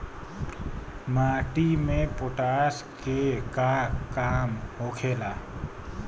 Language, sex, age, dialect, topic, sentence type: Bhojpuri, male, 25-30, Western, agriculture, question